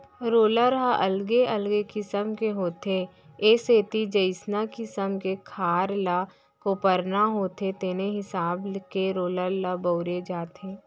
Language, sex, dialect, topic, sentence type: Chhattisgarhi, female, Central, agriculture, statement